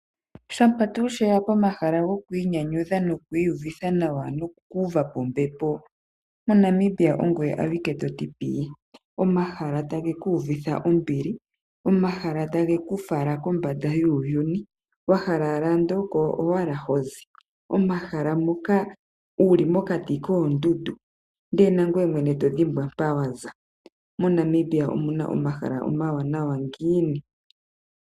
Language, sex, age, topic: Oshiwambo, female, 25-35, agriculture